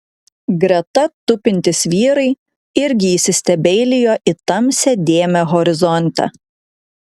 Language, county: Lithuanian, Klaipėda